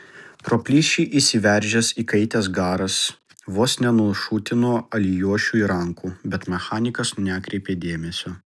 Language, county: Lithuanian, Vilnius